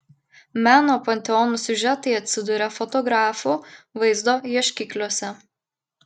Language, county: Lithuanian, Klaipėda